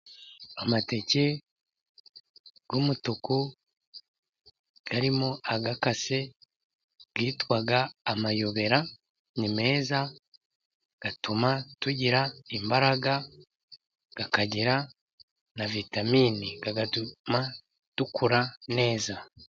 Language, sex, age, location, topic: Kinyarwanda, male, 36-49, Musanze, agriculture